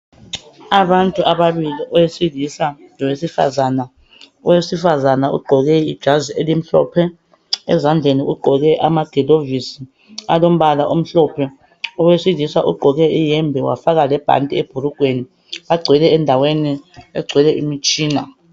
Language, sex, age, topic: North Ndebele, male, 36-49, health